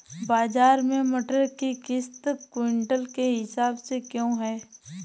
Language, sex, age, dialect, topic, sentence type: Hindi, female, 60-100, Awadhi Bundeli, agriculture, question